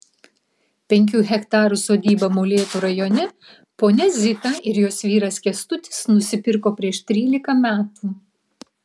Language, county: Lithuanian, Vilnius